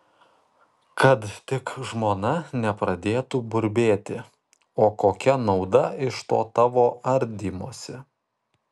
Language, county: Lithuanian, Kaunas